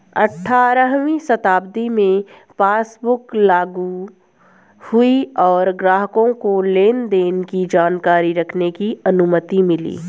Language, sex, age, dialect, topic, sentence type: Hindi, female, 18-24, Hindustani Malvi Khadi Boli, banking, statement